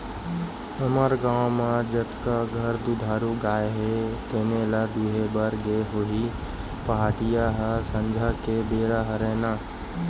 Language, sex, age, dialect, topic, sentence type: Chhattisgarhi, male, 18-24, Western/Budati/Khatahi, agriculture, statement